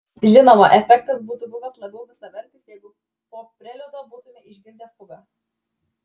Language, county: Lithuanian, Klaipėda